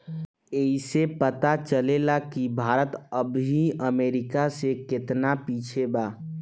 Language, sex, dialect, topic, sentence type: Bhojpuri, male, Southern / Standard, banking, statement